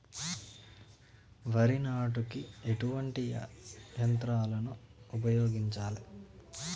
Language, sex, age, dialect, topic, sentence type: Telugu, male, 25-30, Telangana, agriculture, question